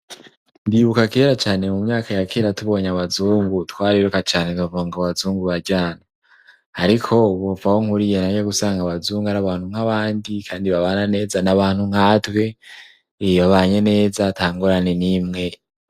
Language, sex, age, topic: Rundi, male, 18-24, education